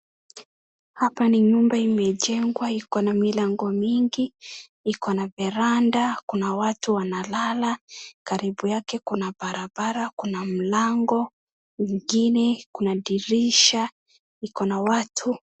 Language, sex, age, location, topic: Swahili, male, 18-24, Wajir, education